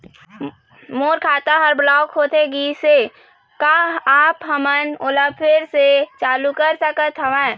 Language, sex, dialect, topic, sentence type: Chhattisgarhi, female, Eastern, banking, question